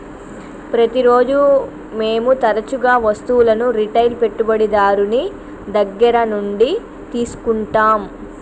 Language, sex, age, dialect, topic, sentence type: Telugu, female, 25-30, Telangana, banking, statement